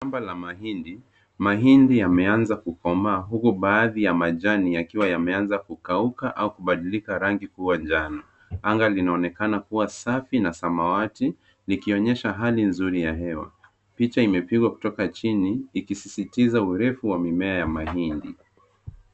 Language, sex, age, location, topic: Swahili, male, 18-24, Nairobi, health